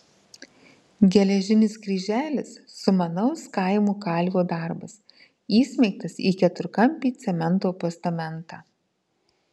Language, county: Lithuanian, Marijampolė